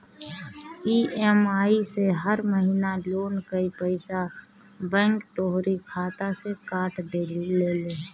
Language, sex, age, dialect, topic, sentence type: Bhojpuri, female, 25-30, Northern, banking, statement